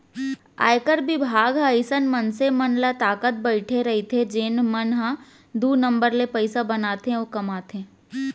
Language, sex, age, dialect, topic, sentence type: Chhattisgarhi, female, 18-24, Central, banking, statement